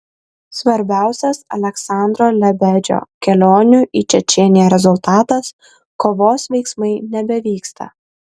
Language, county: Lithuanian, Kaunas